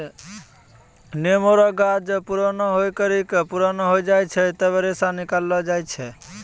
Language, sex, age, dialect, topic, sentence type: Maithili, male, 25-30, Angika, agriculture, statement